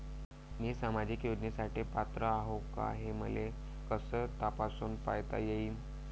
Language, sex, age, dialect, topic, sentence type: Marathi, male, 18-24, Varhadi, banking, question